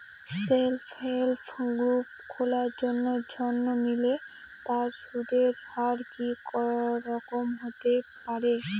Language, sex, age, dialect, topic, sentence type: Bengali, female, 60-100, Northern/Varendri, banking, question